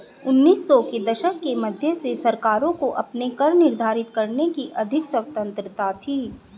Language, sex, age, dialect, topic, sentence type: Hindi, female, 36-40, Hindustani Malvi Khadi Boli, banking, statement